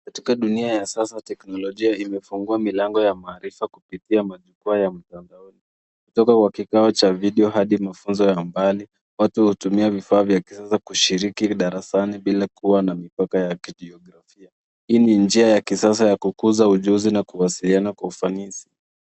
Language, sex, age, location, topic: Swahili, male, 25-35, Nairobi, education